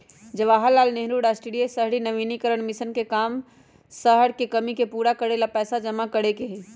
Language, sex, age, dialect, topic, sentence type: Magahi, female, 31-35, Western, banking, statement